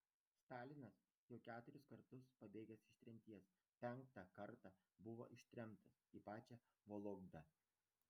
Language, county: Lithuanian, Vilnius